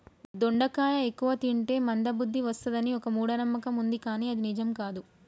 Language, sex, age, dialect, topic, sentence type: Telugu, female, 18-24, Telangana, agriculture, statement